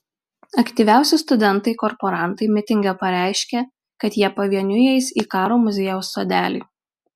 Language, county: Lithuanian, Marijampolė